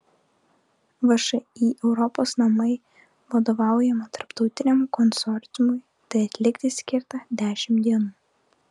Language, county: Lithuanian, Klaipėda